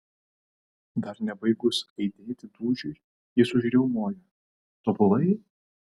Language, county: Lithuanian, Vilnius